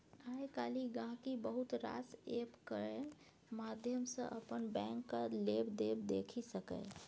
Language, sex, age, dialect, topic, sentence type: Maithili, female, 51-55, Bajjika, banking, statement